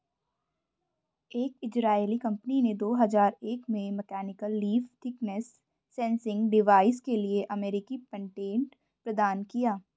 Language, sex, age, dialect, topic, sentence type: Hindi, female, 25-30, Hindustani Malvi Khadi Boli, agriculture, statement